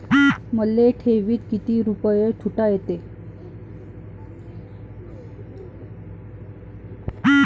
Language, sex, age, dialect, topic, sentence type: Marathi, female, 25-30, Varhadi, banking, question